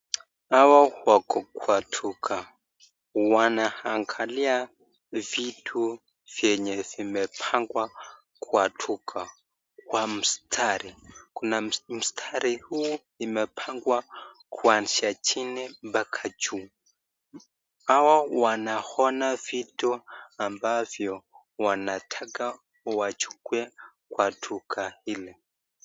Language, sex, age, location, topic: Swahili, male, 25-35, Nakuru, finance